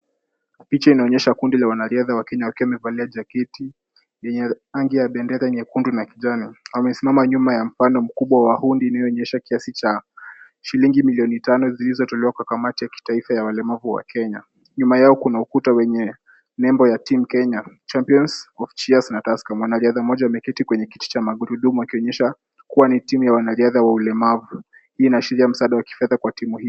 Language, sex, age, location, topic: Swahili, male, 18-24, Kisumu, education